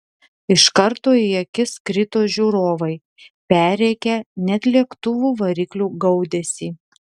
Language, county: Lithuanian, Telšiai